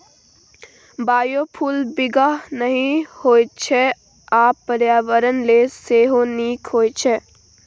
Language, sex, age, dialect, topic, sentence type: Maithili, female, 18-24, Bajjika, agriculture, statement